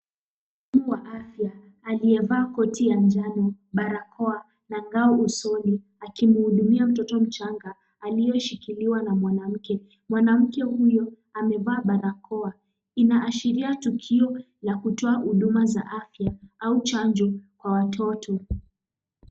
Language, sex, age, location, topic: Swahili, female, 18-24, Kisumu, health